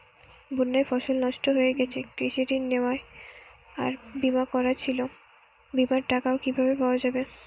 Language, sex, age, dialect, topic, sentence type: Bengali, female, 18-24, Northern/Varendri, banking, question